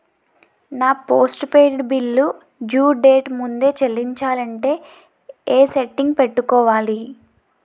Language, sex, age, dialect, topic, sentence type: Telugu, female, 18-24, Utterandhra, banking, question